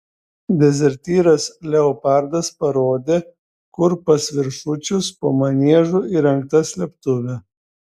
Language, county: Lithuanian, Šiauliai